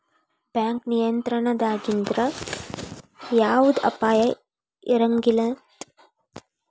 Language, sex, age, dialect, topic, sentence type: Kannada, female, 18-24, Dharwad Kannada, banking, statement